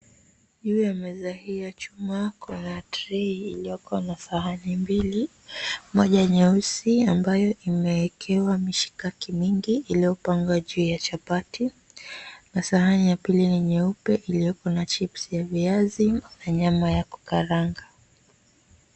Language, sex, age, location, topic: Swahili, female, 25-35, Mombasa, agriculture